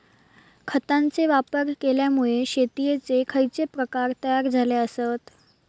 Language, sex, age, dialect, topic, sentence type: Marathi, female, 18-24, Southern Konkan, agriculture, question